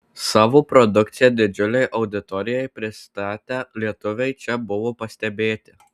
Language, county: Lithuanian, Marijampolė